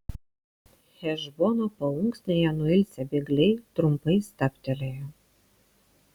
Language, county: Lithuanian, Vilnius